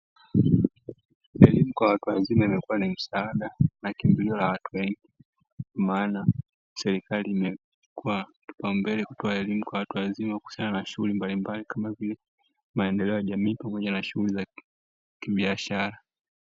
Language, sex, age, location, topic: Swahili, male, 25-35, Dar es Salaam, education